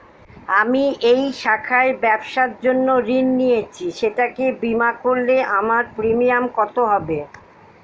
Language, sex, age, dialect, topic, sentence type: Bengali, female, 60-100, Northern/Varendri, banking, question